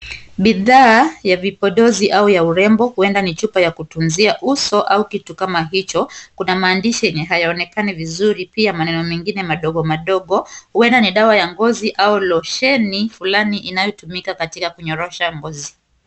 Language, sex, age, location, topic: Swahili, female, 25-35, Kisumu, health